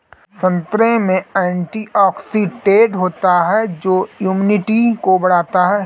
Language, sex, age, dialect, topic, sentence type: Hindi, male, 25-30, Marwari Dhudhari, agriculture, statement